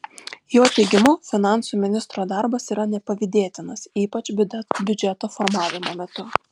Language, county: Lithuanian, Vilnius